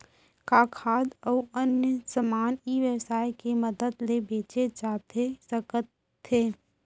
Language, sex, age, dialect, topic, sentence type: Chhattisgarhi, female, 25-30, Central, agriculture, question